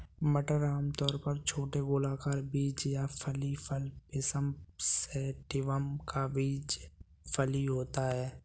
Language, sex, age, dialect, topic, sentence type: Hindi, male, 18-24, Kanauji Braj Bhasha, agriculture, statement